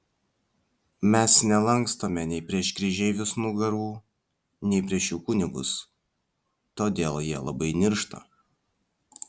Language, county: Lithuanian, Vilnius